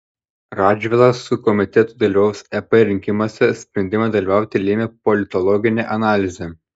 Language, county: Lithuanian, Panevėžys